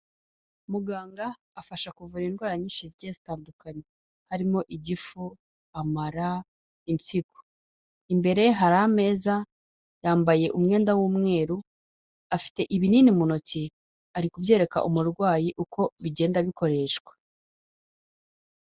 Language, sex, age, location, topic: Kinyarwanda, female, 18-24, Kigali, health